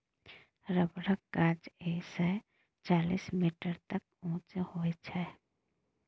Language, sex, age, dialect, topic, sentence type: Maithili, female, 31-35, Bajjika, agriculture, statement